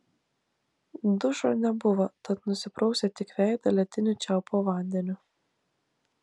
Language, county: Lithuanian, Klaipėda